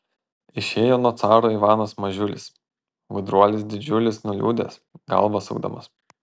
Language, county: Lithuanian, Panevėžys